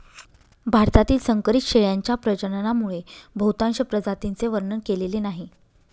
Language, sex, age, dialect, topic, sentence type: Marathi, female, 25-30, Northern Konkan, agriculture, statement